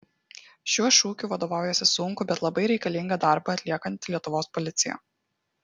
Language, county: Lithuanian, Kaunas